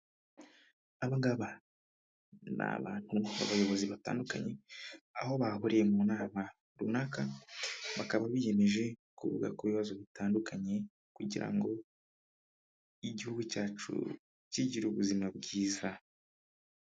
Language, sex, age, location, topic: Kinyarwanda, male, 25-35, Kigali, government